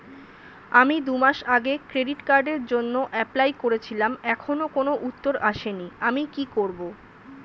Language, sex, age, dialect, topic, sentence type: Bengali, female, 25-30, Standard Colloquial, banking, question